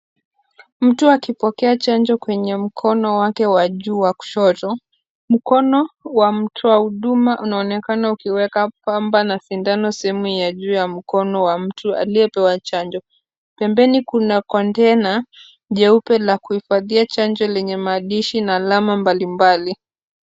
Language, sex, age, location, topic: Swahili, female, 25-35, Kisumu, health